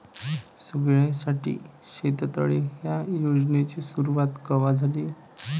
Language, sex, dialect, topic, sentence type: Marathi, male, Varhadi, agriculture, question